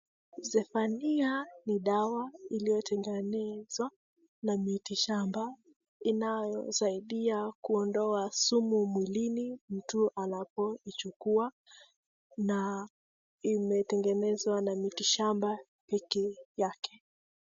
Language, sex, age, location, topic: Swahili, female, 18-24, Wajir, health